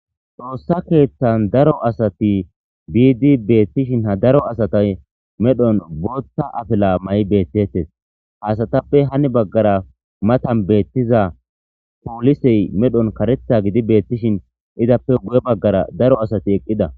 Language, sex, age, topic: Gamo, male, 25-35, government